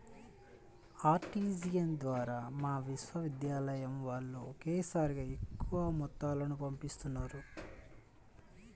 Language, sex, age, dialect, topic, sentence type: Telugu, male, 25-30, Central/Coastal, banking, statement